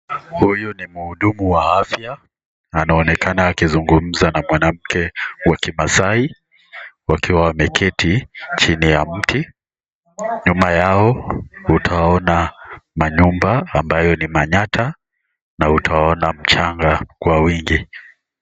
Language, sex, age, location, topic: Swahili, male, 18-24, Kisii, health